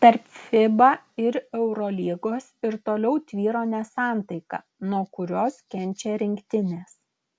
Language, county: Lithuanian, Klaipėda